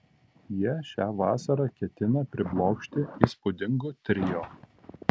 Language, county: Lithuanian, Panevėžys